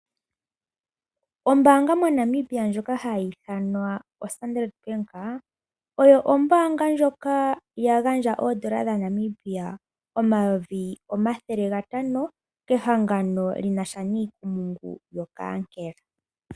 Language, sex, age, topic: Oshiwambo, female, 18-24, finance